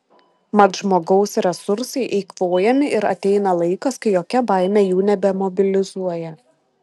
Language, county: Lithuanian, Šiauliai